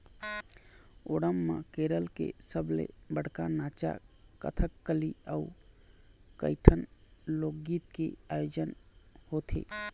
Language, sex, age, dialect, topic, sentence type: Chhattisgarhi, male, 25-30, Eastern, agriculture, statement